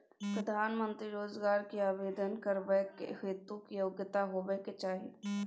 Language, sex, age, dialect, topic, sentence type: Maithili, female, 18-24, Bajjika, banking, question